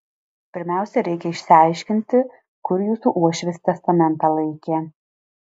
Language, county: Lithuanian, Alytus